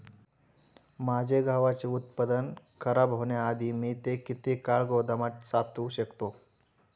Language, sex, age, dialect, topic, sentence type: Marathi, male, 18-24, Standard Marathi, agriculture, question